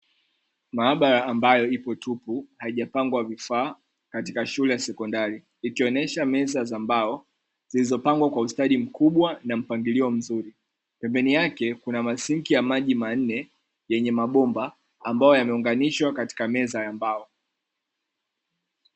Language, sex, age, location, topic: Swahili, male, 25-35, Dar es Salaam, education